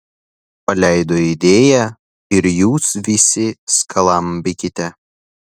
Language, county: Lithuanian, Šiauliai